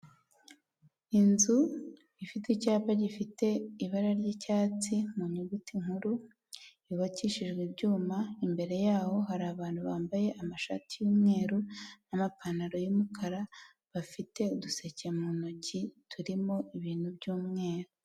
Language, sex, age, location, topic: Kinyarwanda, female, 18-24, Huye, health